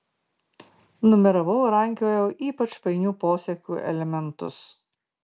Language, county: Lithuanian, Marijampolė